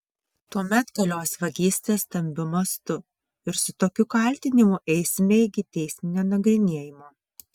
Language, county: Lithuanian, Vilnius